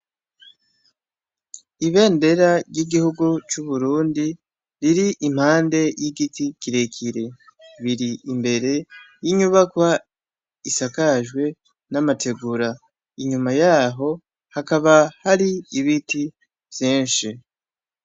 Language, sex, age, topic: Rundi, male, 18-24, education